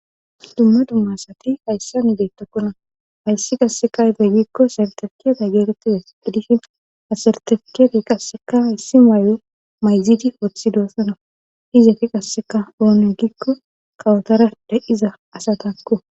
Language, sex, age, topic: Gamo, female, 18-24, government